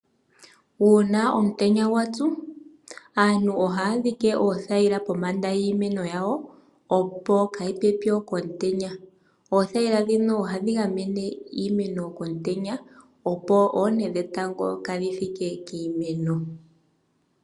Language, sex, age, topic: Oshiwambo, female, 18-24, agriculture